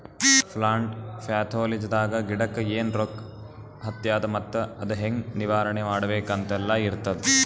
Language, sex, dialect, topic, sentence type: Kannada, male, Northeastern, agriculture, statement